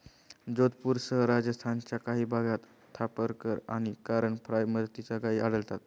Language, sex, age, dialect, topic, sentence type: Marathi, male, 25-30, Standard Marathi, agriculture, statement